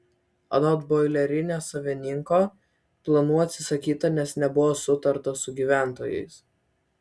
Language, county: Lithuanian, Vilnius